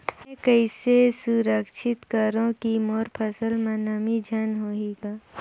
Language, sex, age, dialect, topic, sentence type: Chhattisgarhi, female, 56-60, Northern/Bhandar, agriculture, question